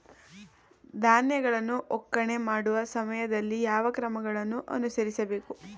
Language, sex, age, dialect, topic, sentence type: Kannada, female, 18-24, Mysore Kannada, agriculture, question